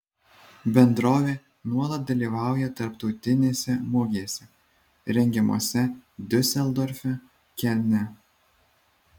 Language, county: Lithuanian, Vilnius